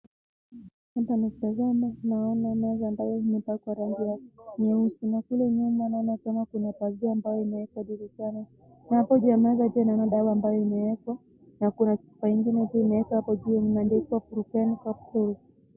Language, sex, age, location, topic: Swahili, female, 25-35, Kisumu, health